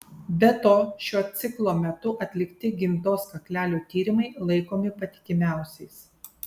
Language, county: Lithuanian, Kaunas